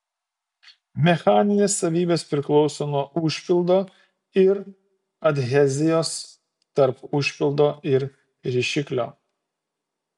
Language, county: Lithuanian, Utena